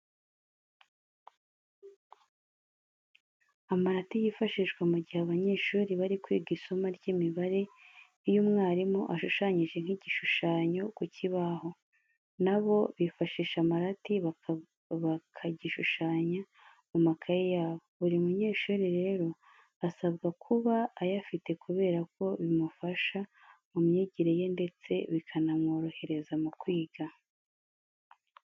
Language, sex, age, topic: Kinyarwanda, female, 25-35, education